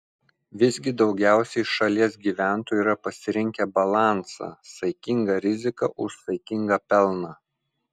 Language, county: Lithuanian, Vilnius